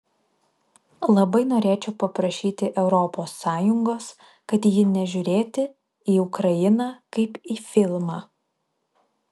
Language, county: Lithuanian, Vilnius